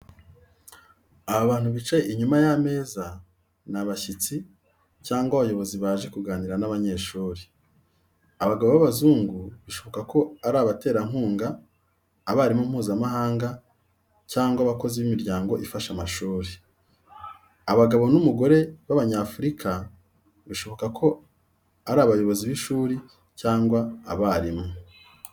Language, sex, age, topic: Kinyarwanda, male, 36-49, education